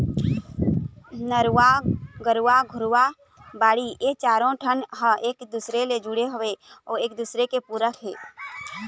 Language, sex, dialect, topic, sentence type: Chhattisgarhi, female, Eastern, agriculture, statement